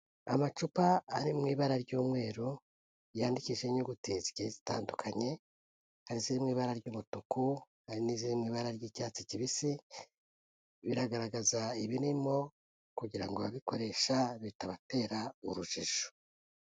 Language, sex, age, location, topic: Kinyarwanda, female, 18-24, Kigali, health